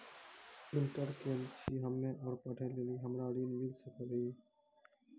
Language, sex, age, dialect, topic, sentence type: Maithili, male, 18-24, Angika, banking, question